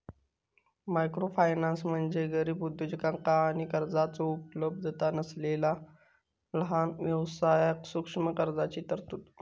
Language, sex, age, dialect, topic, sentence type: Marathi, male, 18-24, Southern Konkan, banking, statement